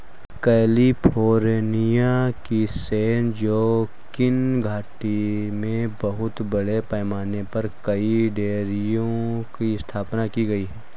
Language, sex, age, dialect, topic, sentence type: Hindi, male, 18-24, Kanauji Braj Bhasha, agriculture, statement